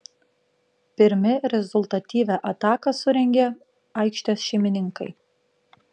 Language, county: Lithuanian, Panevėžys